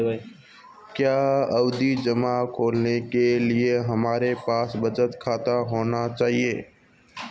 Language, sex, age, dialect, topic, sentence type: Hindi, male, 18-24, Marwari Dhudhari, banking, question